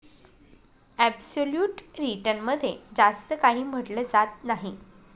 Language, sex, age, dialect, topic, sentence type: Marathi, female, 25-30, Northern Konkan, banking, statement